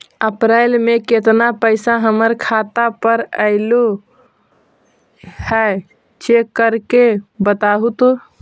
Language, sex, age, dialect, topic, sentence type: Magahi, female, 18-24, Central/Standard, banking, question